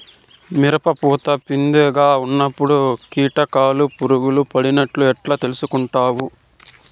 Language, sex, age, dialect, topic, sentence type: Telugu, male, 51-55, Southern, agriculture, question